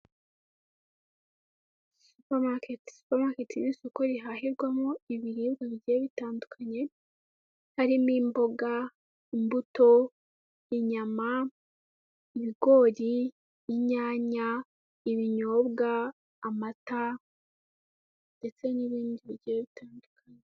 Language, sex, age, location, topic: Kinyarwanda, female, 18-24, Kigali, finance